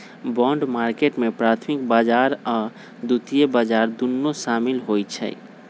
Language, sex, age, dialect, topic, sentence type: Magahi, male, 25-30, Western, banking, statement